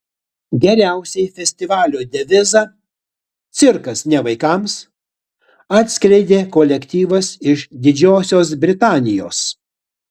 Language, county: Lithuanian, Utena